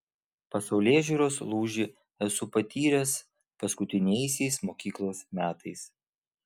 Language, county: Lithuanian, Vilnius